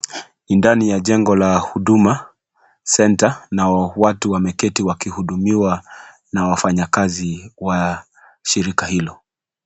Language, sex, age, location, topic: Swahili, male, 25-35, Kisii, government